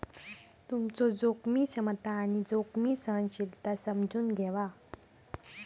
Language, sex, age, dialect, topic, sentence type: Marathi, female, 18-24, Southern Konkan, banking, statement